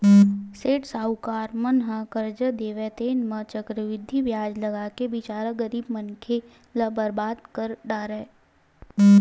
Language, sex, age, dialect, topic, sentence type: Chhattisgarhi, female, 18-24, Western/Budati/Khatahi, banking, statement